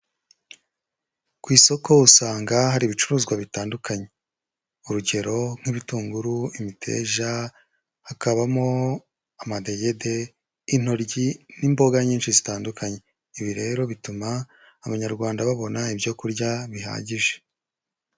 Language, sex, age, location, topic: Kinyarwanda, male, 25-35, Huye, agriculture